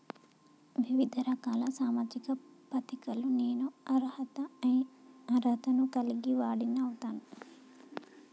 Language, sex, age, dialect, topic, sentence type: Telugu, female, 25-30, Telangana, banking, question